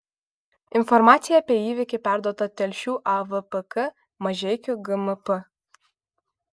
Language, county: Lithuanian, Kaunas